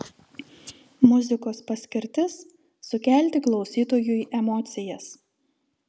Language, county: Lithuanian, Telšiai